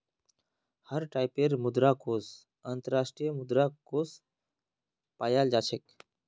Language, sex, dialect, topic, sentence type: Magahi, male, Northeastern/Surjapuri, banking, statement